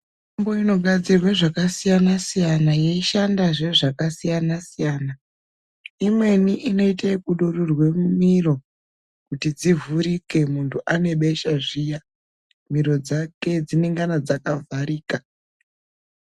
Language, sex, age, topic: Ndau, female, 36-49, health